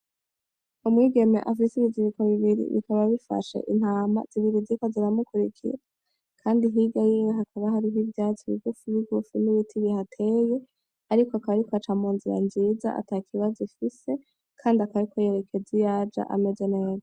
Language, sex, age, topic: Rundi, female, 18-24, agriculture